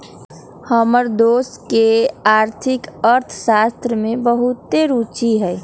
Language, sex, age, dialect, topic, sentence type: Magahi, female, 18-24, Western, banking, statement